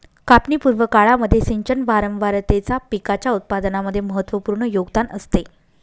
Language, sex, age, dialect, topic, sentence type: Marathi, female, 25-30, Northern Konkan, agriculture, statement